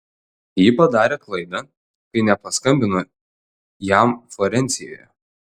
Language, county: Lithuanian, Telšiai